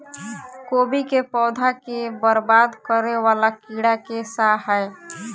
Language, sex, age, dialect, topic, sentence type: Maithili, female, 18-24, Southern/Standard, agriculture, question